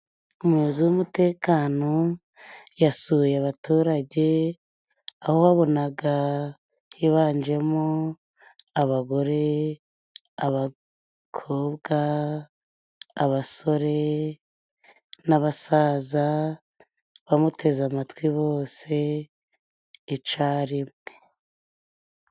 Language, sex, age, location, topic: Kinyarwanda, female, 25-35, Musanze, government